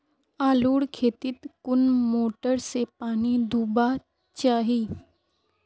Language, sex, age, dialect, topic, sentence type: Magahi, female, 36-40, Northeastern/Surjapuri, agriculture, question